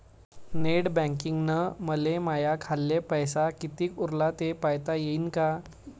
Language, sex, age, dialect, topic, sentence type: Marathi, male, 18-24, Varhadi, banking, question